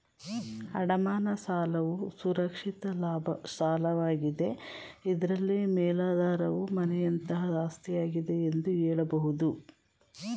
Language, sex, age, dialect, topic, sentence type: Kannada, female, 36-40, Mysore Kannada, banking, statement